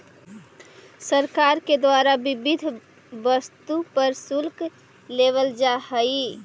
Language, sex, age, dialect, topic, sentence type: Magahi, female, 18-24, Central/Standard, banking, statement